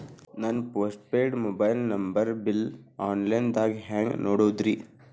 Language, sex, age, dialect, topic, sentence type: Kannada, male, 18-24, Dharwad Kannada, banking, question